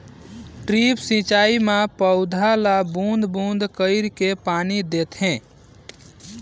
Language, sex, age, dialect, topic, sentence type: Chhattisgarhi, male, 18-24, Northern/Bhandar, agriculture, statement